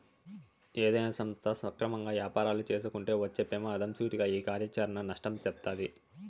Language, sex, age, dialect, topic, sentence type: Telugu, male, 18-24, Southern, banking, statement